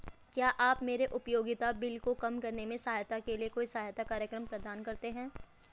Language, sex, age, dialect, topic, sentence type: Hindi, female, 25-30, Hindustani Malvi Khadi Boli, banking, question